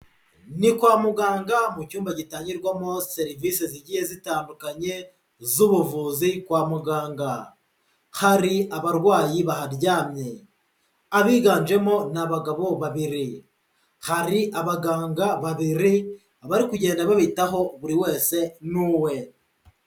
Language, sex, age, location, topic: Kinyarwanda, male, 25-35, Huye, health